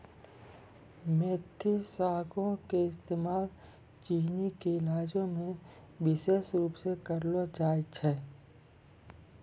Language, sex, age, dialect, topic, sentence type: Maithili, male, 18-24, Angika, agriculture, statement